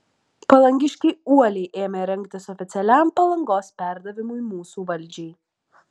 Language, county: Lithuanian, Alytus